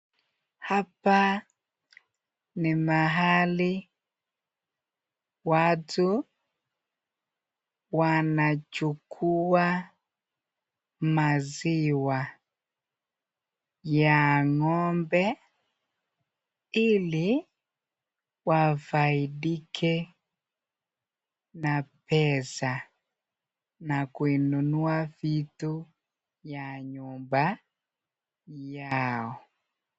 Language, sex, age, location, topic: Swahili, male, 18-24, Nakuru, agriculture